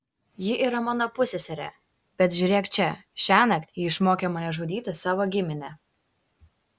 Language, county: Lithuanian, Kaunas